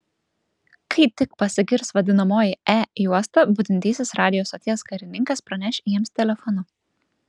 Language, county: Lithuanian, Vilnius